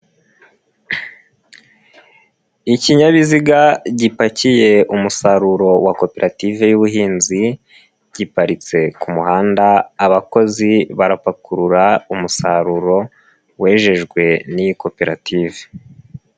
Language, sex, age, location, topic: Kinyarwanda, male, 18-24, Nyagatare, finance